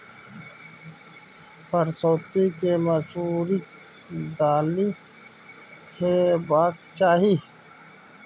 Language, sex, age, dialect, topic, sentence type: Maithili, male, 25-30, Bajjika, agriculture, statement